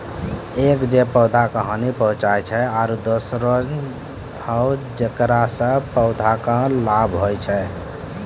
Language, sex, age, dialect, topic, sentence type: Maithili, male, 18-24, Angika, agriculture, statement